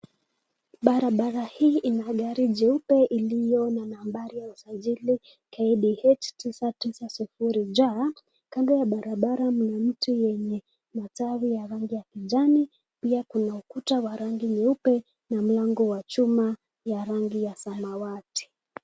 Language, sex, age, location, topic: Swahili, female, 18-24, Nakuru, finance